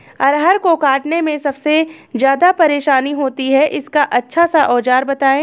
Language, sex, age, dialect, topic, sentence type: Hindi, female, 25-30, Awadhi Bundeli, agriculture, question